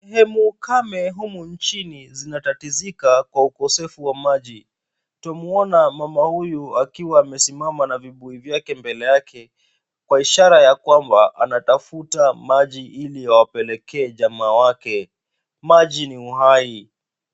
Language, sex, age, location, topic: Swahili, male, 36-49, Kisumu, health